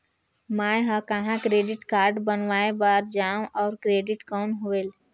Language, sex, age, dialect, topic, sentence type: Chhattisgarhi, female, 18-24, Northern/Bhandar, banking, question